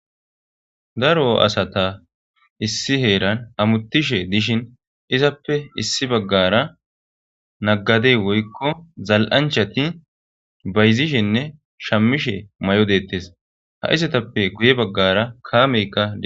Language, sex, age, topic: Gamo, male, 18-24, government